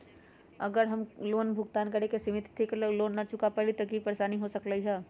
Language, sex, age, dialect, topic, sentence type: Magahi, female, 31-35, Western, banking, question